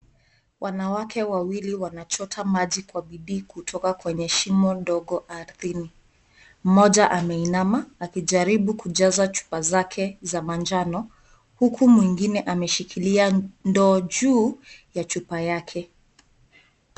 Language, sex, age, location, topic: Swahili, female, 18-24, Kisii, health